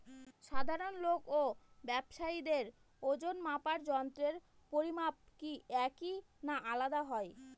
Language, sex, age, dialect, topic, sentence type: Bengali, female, 25-30, Northern/Varendri, agriculture, question